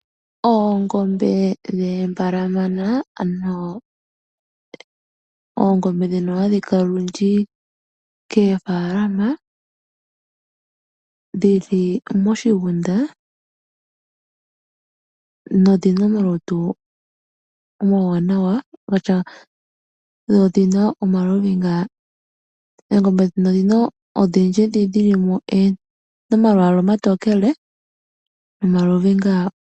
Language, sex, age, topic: Oshiwambo, female, 25-35, agriculture